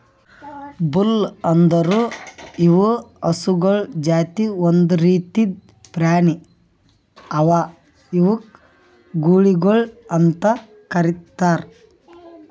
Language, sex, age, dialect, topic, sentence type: Kannada, male, 25-30, Northeastern, agriculture, statement